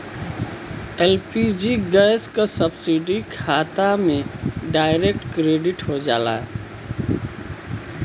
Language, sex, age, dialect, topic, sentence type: Bhojpuri, male, 41-45, Western, banking, statement